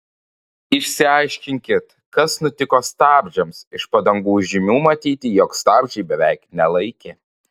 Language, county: Lithuanian, Panevėžys